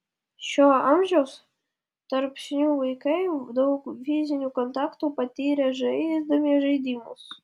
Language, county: Lithuanian, Vilnius